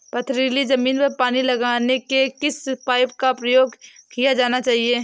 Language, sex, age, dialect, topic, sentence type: Hindi, female, 18-24, Awadhi Bundeli, agriculture, question